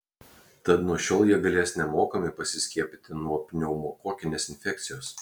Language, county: Lithuanian, Klaipėda